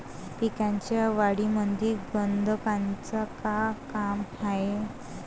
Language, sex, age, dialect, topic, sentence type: Marathi, female, 25-30, Varhadi, agriculture, question